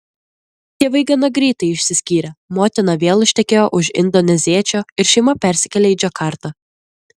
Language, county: Lithuanian, Klaipėda